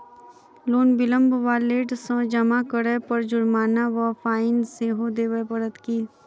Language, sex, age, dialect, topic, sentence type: Maithili, female, 46-50, Southern/Standard, banking, question